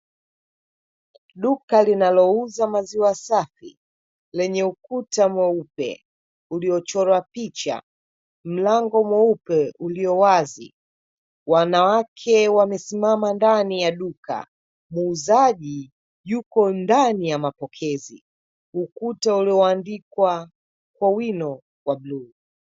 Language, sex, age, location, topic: Swahili, female, 25-35, Dar es Salaam, finance